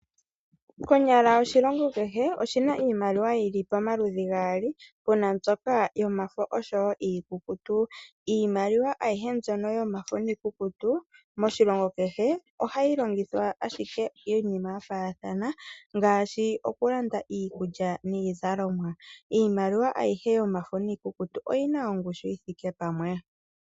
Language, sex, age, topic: Oshiwambo, female, 36-49, finance